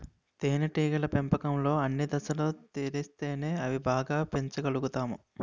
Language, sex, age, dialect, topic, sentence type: Telugu, male, 51-55, Utterandhra, agriculture, statement